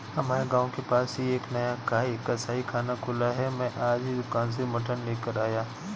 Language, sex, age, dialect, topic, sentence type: Hindi, male, 31-35, Awadhi Bundeli, agriculture, statement